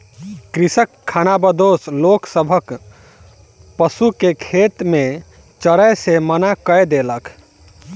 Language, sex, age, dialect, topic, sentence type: Maithili, male, 25-30, Southern/Standard, agriculture, statement